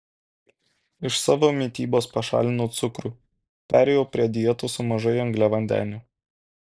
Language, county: Lithuanian, Kaunas